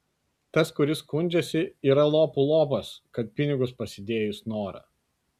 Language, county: Lithuanian, Kaunas